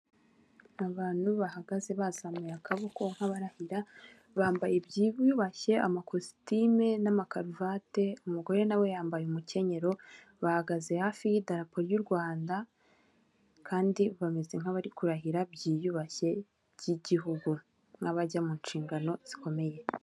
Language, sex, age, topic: Kinyarwanda, female, 18-24, government